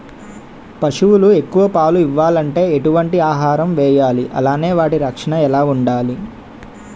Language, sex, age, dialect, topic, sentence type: Telugu, male, 18-24, Utterandhra, agriculture, question